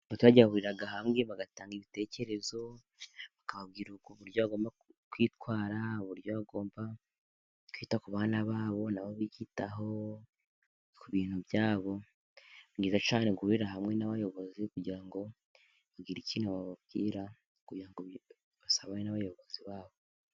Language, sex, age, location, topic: Kinyarwanda, male, 18-24, Musanze, government